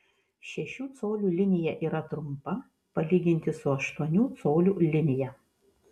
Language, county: Lithuanian, Vilnius